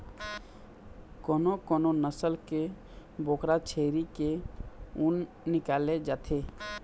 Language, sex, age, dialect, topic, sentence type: Chhattisgarhi, male, 25-30, Eastern, agriculture, statement